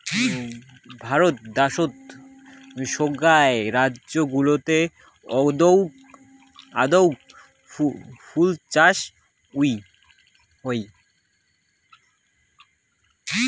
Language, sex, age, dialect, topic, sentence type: Bengali, male, 18-24, Rajbangshi, agriculture, statement